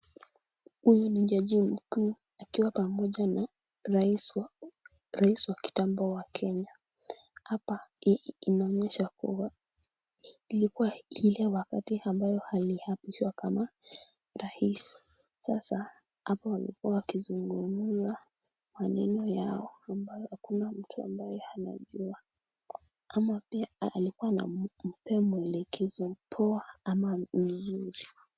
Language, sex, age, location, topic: Swahili, female, 18-24, Kisumu, government